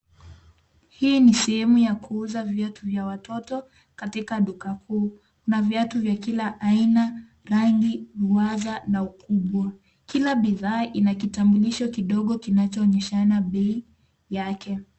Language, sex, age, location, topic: Swahili, female, 18-24, Nairobi, finance